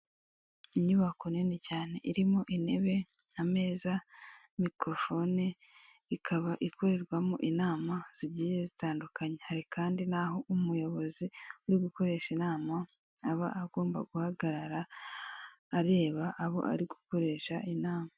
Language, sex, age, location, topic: Kinyarwanda, female, 18-24, Kigali, health